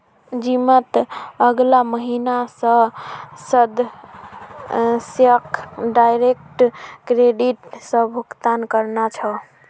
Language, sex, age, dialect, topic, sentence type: Magahi, female, 56-60, Northeastern/Surjapuri, banking, statement